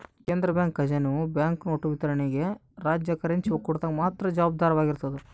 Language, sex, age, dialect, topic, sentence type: Kannada, male, 18-24, Central, banking, statement